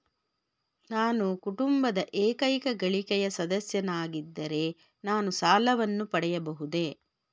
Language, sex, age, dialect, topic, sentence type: Kannada, female, 46-50, Mysore Kannada, banking, question